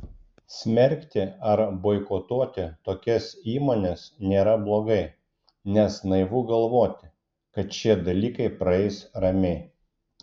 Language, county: Lithuanian, Klaipėda